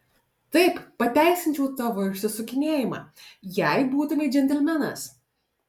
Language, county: Lithuanian, Alytus